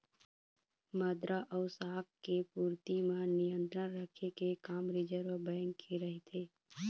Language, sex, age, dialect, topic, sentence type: Chhattisgarhi, female, 31-35, Eastern, banking, statement